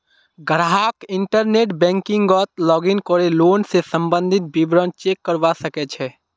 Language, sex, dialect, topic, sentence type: Magahi, male, Northeastern/Surjapuri, banking, statement